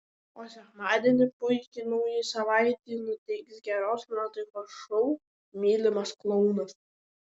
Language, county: Lithuanian, Šiauliai